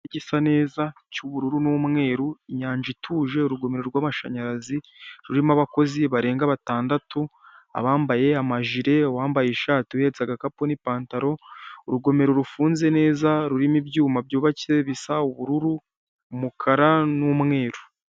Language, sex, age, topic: Kinyarwanda, male, 18-24, government